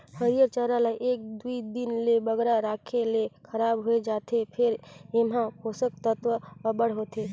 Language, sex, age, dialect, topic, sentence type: Chhattisgarhi, female, 25-30, Northern/Bhandar, agriculture, statement